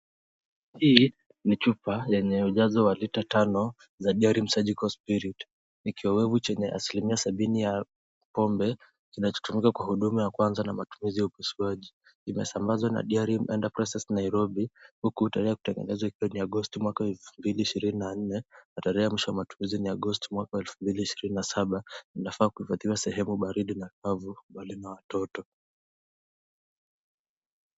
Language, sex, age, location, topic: Swahili, male, 18-24, Nairobi, health